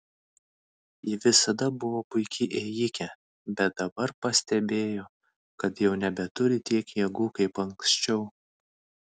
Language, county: Lithuanian, Vilnius